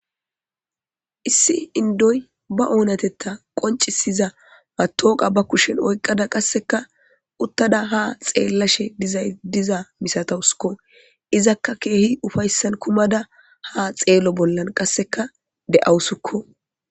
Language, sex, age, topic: Gamo, male, 25-35, government